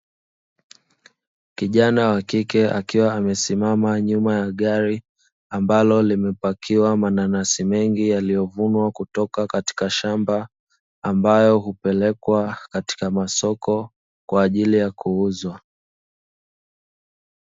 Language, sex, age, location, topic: Swahili, male, 25-35, Dar es Salaam, agriculture